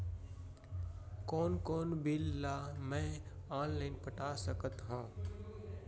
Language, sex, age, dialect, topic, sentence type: Chhattisgarhi, male, 25-30, Central, banking, question